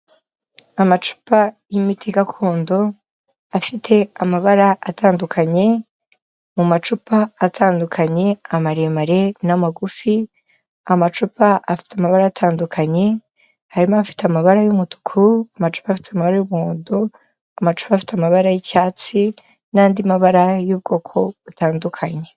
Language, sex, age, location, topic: Kinyarwanda, female, 25-35, Kigali, health